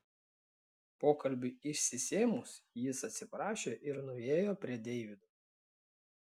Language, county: Lithuanian, Klaipėda